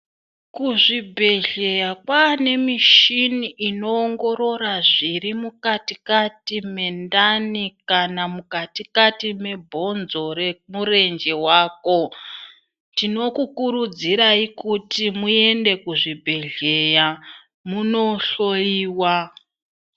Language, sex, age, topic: Ndau, female, 36-49, health